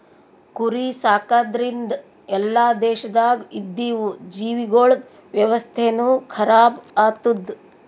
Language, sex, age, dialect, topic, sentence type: Kannada, female, 60-100, Northeastern, agriculture, statement